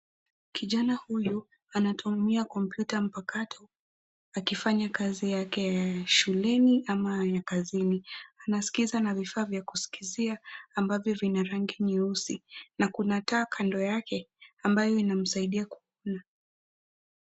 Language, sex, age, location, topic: Swahili, female, 25-35, Nairobi, education